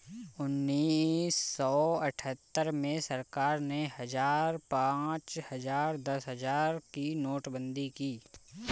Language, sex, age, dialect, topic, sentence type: Hindi, male, 25-30, Awadhi Bundeli, banking, statement